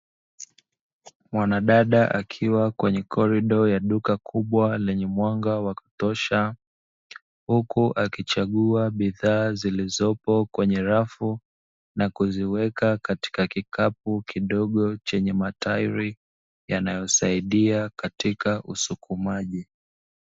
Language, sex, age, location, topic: Swahili, male, 25-35, Dar es Salaam, finance